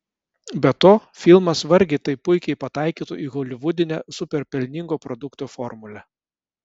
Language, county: Lithuanian, Kaunas